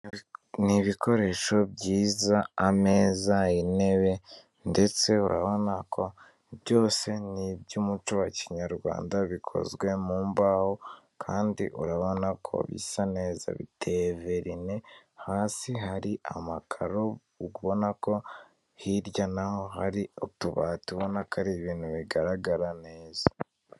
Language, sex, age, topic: Kinyarwanda, male, 18-24, finance